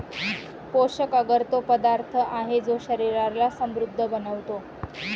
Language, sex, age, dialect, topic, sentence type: Marathi, female, 25-30, Northern Konkan, agriculture, statement